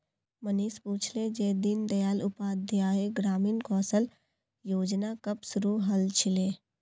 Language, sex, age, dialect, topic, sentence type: Magahi, female, 18-24, Northeastern/Surjapuri, banking, statement